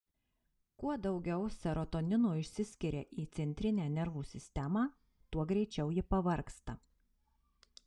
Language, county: Lithuanian, Marijampolė